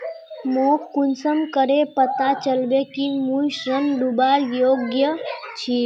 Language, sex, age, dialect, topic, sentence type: Magahi, female, 18-24, Northeastern/Surjapuri, banking, statement